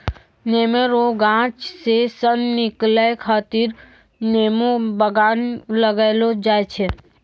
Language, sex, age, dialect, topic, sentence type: Maithili, female, 18-24, Angika, agriculture, statement